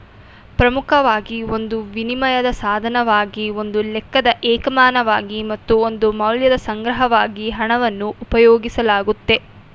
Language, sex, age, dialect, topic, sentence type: Kannada, female, 18-24, Mysore Kannada, banking, statement